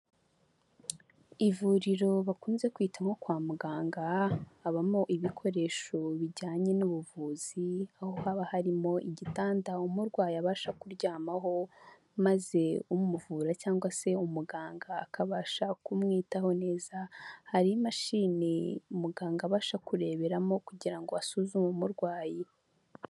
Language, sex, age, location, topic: Kinyarwanda, female, 25-35, Huye, health